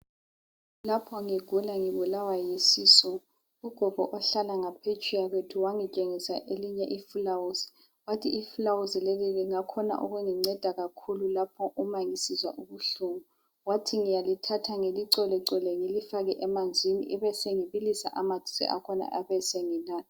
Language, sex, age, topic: North Ndebele, female, 50+, health